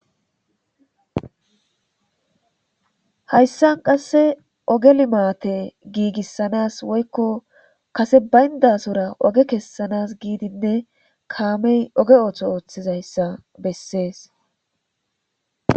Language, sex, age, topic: Gamo, female, 18-24, government